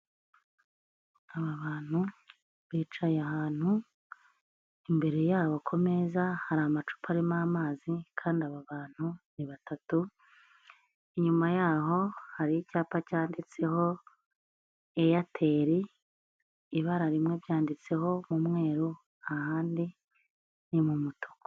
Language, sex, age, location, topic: Kinyarwanda, female, 25-35, Nyagatare, finance